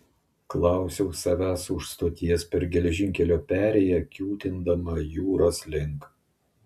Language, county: Lithuanian, Klaipėda